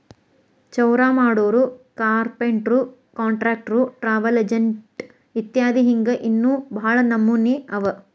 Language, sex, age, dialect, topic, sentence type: Kannada, female, 41-45, Dharwad Kannada, banking, statement